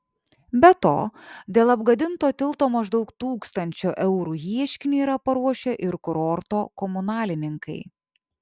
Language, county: Lithuanian, Šiauliai